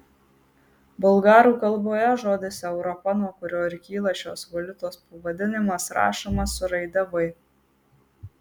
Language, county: Lithuanian, Marijampolė